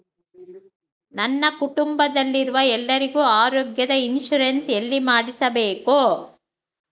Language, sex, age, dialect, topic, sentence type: Kannada, female, 60-100, Central, banking, question